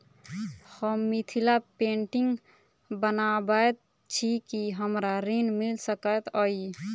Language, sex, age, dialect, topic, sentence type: Maithili, female, 18-24, Southern/Standard, banking, question